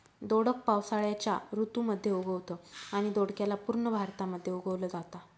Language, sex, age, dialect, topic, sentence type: Marathi, female, 31-35, Northern Konkan, agriculture, statement